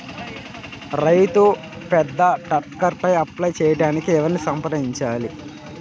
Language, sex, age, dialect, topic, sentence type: Telugu, male, 25-30, Central/Coastal, agriculture, question